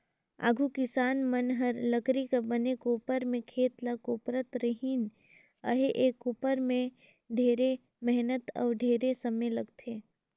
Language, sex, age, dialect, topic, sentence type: Chhattisgarhi, female, 18-24, Northern/Bhandar, agriculture, statement